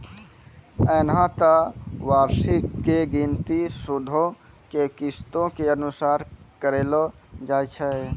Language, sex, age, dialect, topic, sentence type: Maithili, female, 25-30, Angika, banking, statement